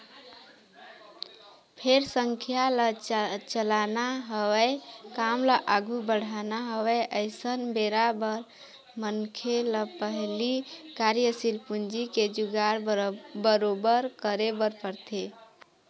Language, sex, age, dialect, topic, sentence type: Chhattisgarhi, female, 25-30, Eastern, banking, statement